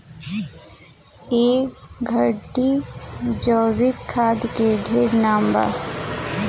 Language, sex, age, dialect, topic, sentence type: Bhojpuri, female, 18-24, Southern / Standard, agriculture, statement